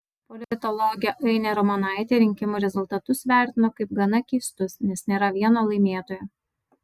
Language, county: Lithuanian, Vilnius